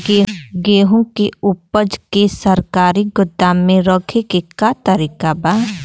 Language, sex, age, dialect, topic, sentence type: Bhojpuri, female, 18-24, Western, agriculture, question